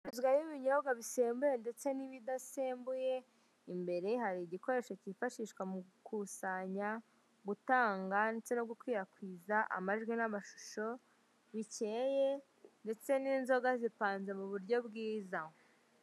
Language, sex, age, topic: Kinyarwanda, male, 18-24, finance